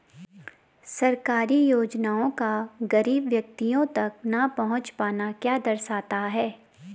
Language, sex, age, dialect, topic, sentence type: Hindi, female, 25-30, Garhwali, banking, question